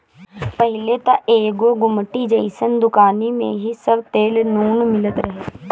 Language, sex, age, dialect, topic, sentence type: Bhojpuri, female, 18-24, Northern, agriculture, statement